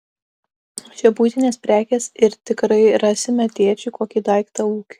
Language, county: Lithuanian, Alytus